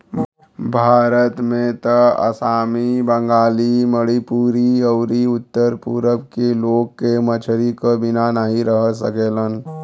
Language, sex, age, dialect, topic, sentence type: Bhojpuri, male, 36-40, Western, agriculture, statement